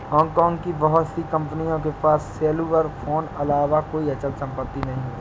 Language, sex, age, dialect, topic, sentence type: Hindi, male, 60-100, Awadhi Bundeli, banking, statement